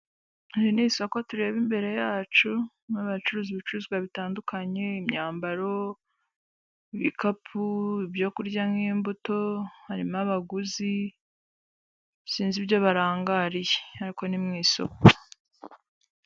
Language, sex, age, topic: Kinyarwanda, female, 25-35, finance